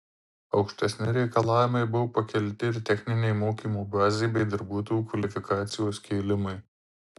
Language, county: Lithuanian, Marijampolė